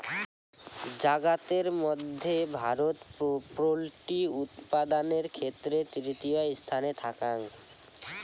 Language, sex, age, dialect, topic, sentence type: Bengali, male, <18, Rajbangshi, agriculture, statement